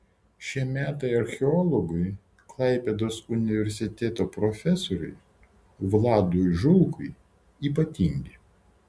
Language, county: Lithuanian, Vilnius